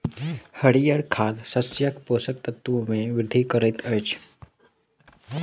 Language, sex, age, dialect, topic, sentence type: Maithili, male, 18-24, Southern/Standard, agriculture, statement